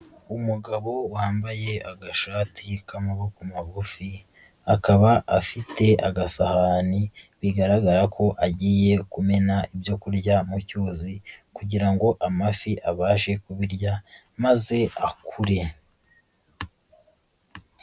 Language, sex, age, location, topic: Kinyarwanda, female, 36-49, Nyagatare, agriculture